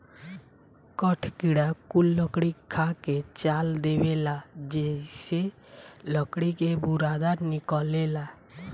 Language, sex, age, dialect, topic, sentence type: Bhojpuri, female, 18-24, Southern / Standard, agriculture, statement